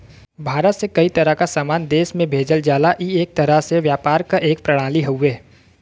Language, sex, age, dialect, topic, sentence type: Bhojpuri, male, 18-24, Western, banking, statement